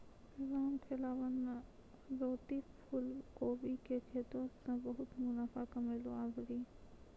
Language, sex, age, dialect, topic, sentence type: Maithili, female, 25-30, Angika, agriculture, statement